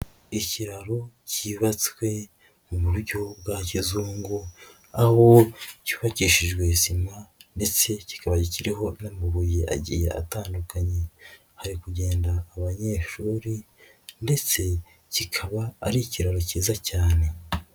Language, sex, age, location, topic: Kinyarwanda, female, 25-35, Nyagatare, government